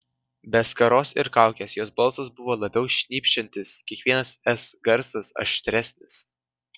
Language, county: Lithuanian, Vilnius